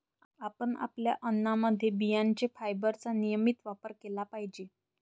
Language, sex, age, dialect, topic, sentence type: Marathi, male, 60-100, Varhadi, agriculture, statement